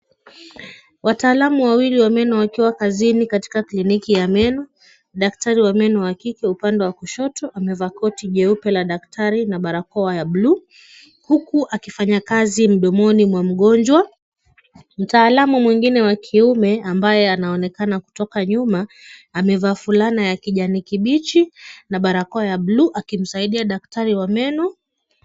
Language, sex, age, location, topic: Swahili, female, 25-35, Kisumu, health